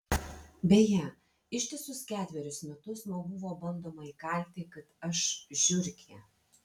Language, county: Lithuanian, Vilnius